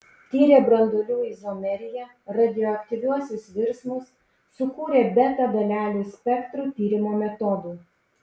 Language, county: Lithuanian, Panevėžys